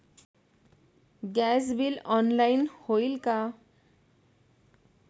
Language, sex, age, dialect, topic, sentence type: Marathi, female, 31-35, Standard Marathi, banking, question